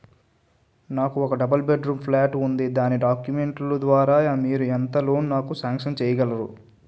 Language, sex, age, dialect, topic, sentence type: Telugu, male, 18-24, Utterandhra, banking, question